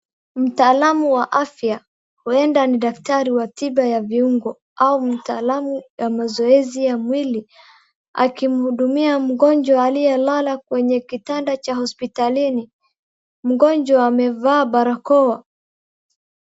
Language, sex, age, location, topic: Swahili, female, 18-24, Wajir, health